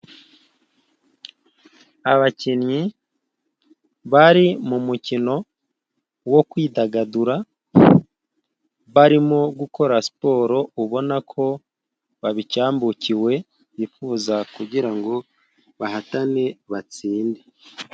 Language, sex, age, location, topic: Kinyarwanda, male, 25-35, Musanze, government